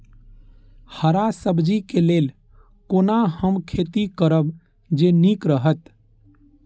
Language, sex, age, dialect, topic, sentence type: Maithili, male, 31-35, Eastern / Thethi, agriculture, question